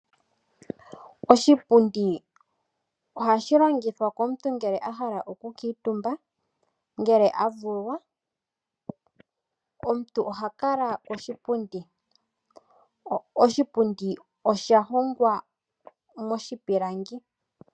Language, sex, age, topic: Oshiwambo, female, 18-24, finance